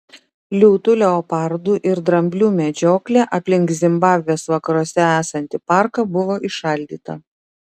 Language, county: Lithuanian, Šiauliai